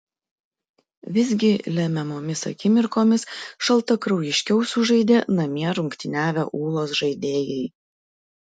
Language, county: Lithuanian, Klaipėda